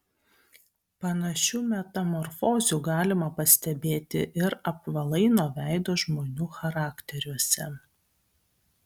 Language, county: Lithuanian, Kaunas